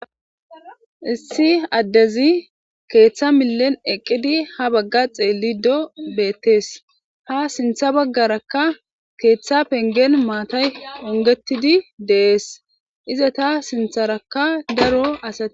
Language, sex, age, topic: Gamo, female, 18-24, government